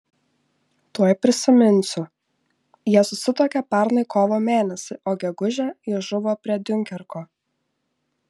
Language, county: Lithuanian, Šiauliai